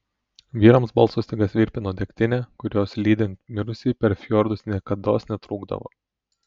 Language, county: Lithuanian, Telšiai